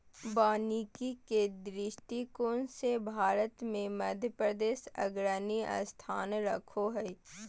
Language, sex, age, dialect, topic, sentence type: Magahi, female, 18-24, Southern, agriculture, statement